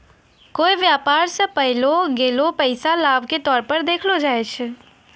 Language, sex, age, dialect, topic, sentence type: Maithili, female, 56-60, Angika, banking, statement